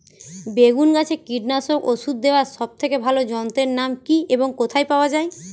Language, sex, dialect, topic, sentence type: Bengali, female, Western, agriculture, question